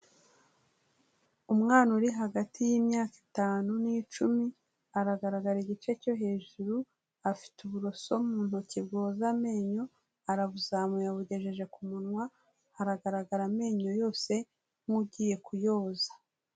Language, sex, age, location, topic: Kinyarwanda, female, 36-49, Kigali, health